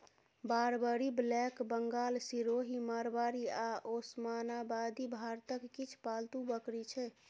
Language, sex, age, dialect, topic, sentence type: Maithili, female, 31-35, Bajjika, agriculture, statement